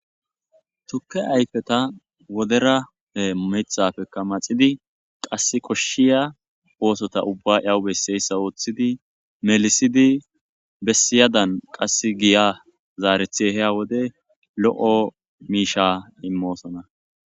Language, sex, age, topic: Gamo, male, 25-35, agriculture